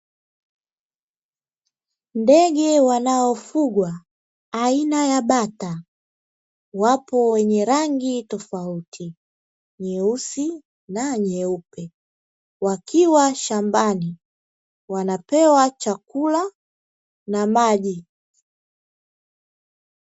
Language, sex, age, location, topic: Swahili, female, 18-24, Dar es Salaam, agriculture